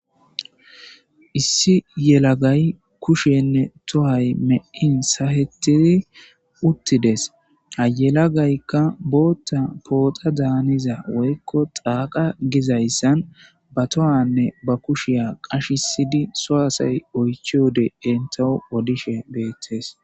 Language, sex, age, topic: Gamo, male, 18-24, government